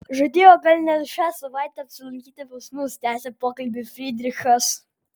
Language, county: Lithuanian, Vilnius